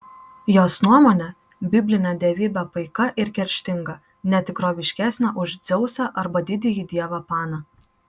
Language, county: Lithuanian, Marijampolė